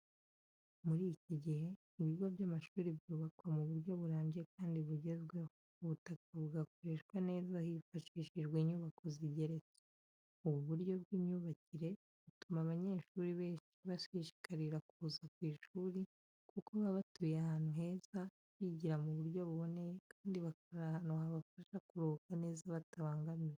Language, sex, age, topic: Kinyarwanda, female, 25-35, education